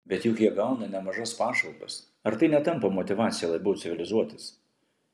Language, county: Lithuanian, Vilnius